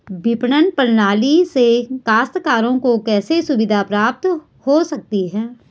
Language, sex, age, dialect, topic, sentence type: Hindi, female, 41-45, Garhwali, agriculture, question